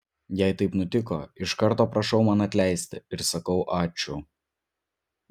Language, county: Lithuanian, Vilnius